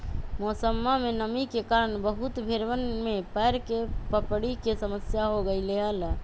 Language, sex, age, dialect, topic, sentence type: Magahi, female, 25-30, Western, agriculture, statement